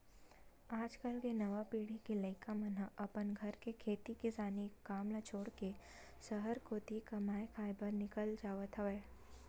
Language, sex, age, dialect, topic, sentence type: Chhattisgarhi, female, 18-24, Western/Budati/Khatahi, agriculture, statement